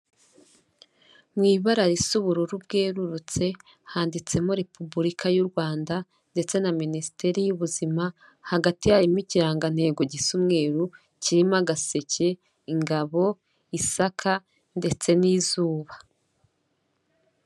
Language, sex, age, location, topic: Kinyarwanda, female, 25-35, Kigali, health